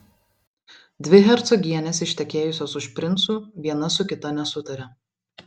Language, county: Lithuanian, Vilnius